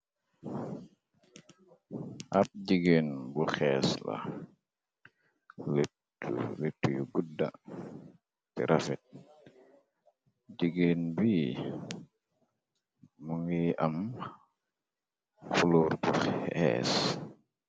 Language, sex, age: Wolof, male, 25-35